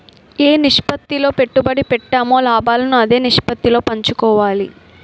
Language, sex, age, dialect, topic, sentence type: Telugu, female, 18-24, Utterandhra, banking, statement